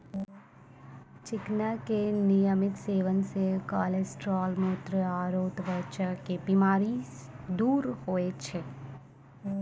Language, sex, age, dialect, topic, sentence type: Maithili, female, 25-30, Angika, agriculture, statement